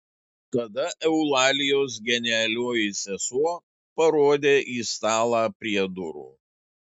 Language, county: Lithuanian, Šiauliai